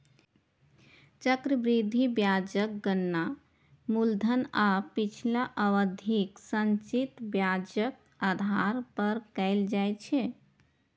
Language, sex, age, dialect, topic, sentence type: Maithili, female, 31-35, Eastern / Thethi, banking, statement